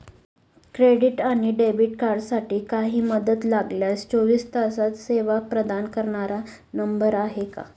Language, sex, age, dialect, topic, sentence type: Marathi, female, 18-24, Standard Marathi, banking, question